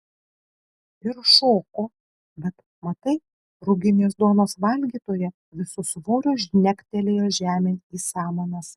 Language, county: Lithuanian, Kaunas